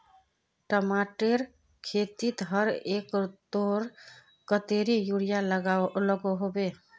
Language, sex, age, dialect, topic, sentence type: Magahi, female, 36-40, Northeastern/Surjapuri, agriculture, question